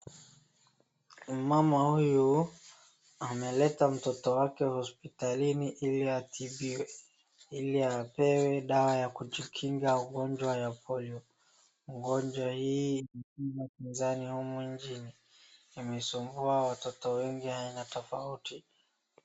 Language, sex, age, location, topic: Swahili, male, 18-24, Wajir, health